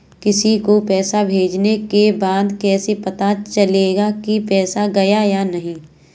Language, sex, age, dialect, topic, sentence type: Hindi, female, 25-30, Kanauji Braj Bhasha, banking, question